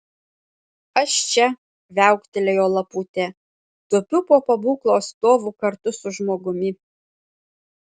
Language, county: Lithuanian, Panevėžys